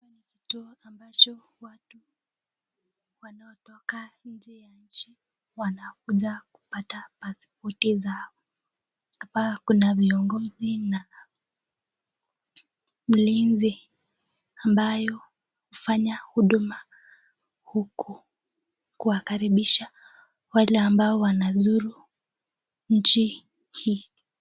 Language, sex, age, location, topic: Swahili, female, 18-24, Nakuru, government